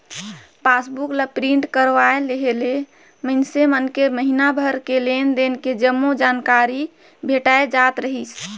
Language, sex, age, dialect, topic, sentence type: Chhattisgarhi, female, 31-35, Northern/Bhandar, banking, statement